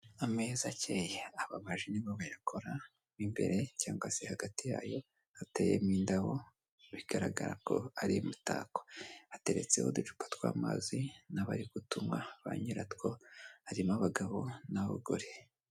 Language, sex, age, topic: Kinyarwanda, female, 18-24, government